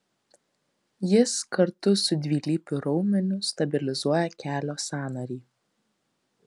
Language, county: Lithuanian, Kaunas